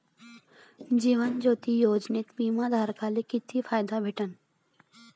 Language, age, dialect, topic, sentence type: Marathi, 25-30, Varhadi, banking, question